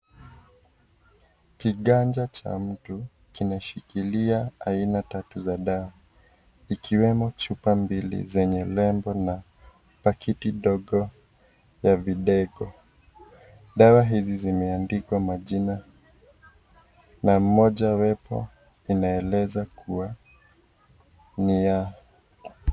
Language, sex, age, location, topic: Swahili, male, 18-24, Kisii, health